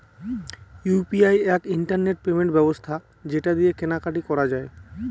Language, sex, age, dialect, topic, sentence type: Bengali, male, 25-30, Northern/Varendri, banking, statement